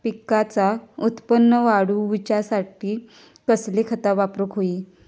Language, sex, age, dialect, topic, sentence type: Marathi, female, 25-30, Southern Konkan, agriculture, question